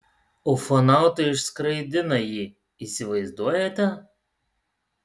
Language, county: Lithuanian, Utena